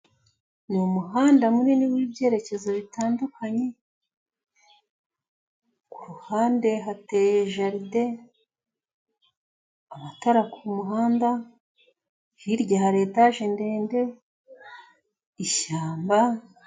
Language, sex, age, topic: Kinyarwanda, female, 36-49, government